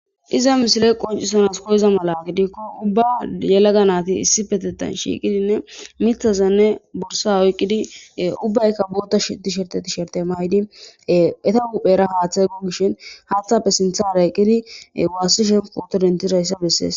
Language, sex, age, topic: Gamo, female, 25-35, government